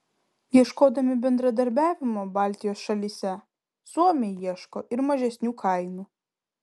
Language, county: Lithuanian, Vilnius